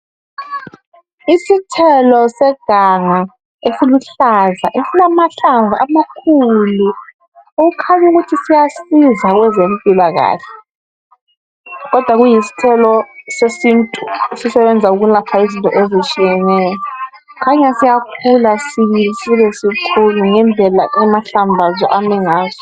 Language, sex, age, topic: North Ndebele, female, 18-24, health